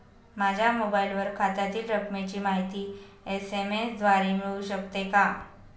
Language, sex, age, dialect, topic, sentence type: Marathi, female, 18-24, Northern Konkan, banking, question